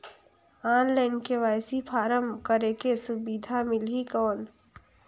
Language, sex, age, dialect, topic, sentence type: Chhattisgarhi, female, 46-50, Northern/Bhandar, banking, question